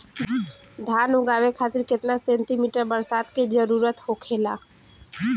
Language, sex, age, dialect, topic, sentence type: Bhojpuri, female, 18-24, Northern, agriculture, question